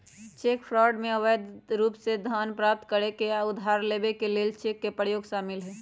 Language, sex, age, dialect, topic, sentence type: Magahi, female, 31-35, Western, banking, statement